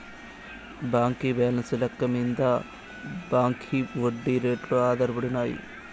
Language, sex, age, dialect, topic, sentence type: Telugu, male, 18-24, Southern, banking, statement